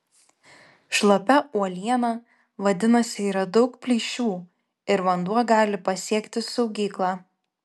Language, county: Lithuanian, Klaipėda